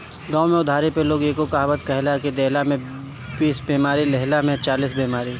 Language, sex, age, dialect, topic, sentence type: Bhojpuri, male, 25-30, Northern, banking, statement